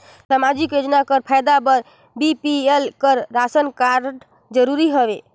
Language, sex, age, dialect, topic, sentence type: Chhattisgarhi, female, 25-30, Northern/Bhandar, banking, question